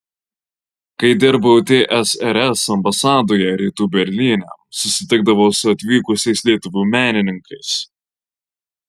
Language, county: Lithuanian, Marijampolė